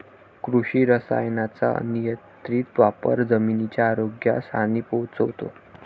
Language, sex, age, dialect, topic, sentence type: Marathi, male, 18-24, Varhadi, agriculture, statement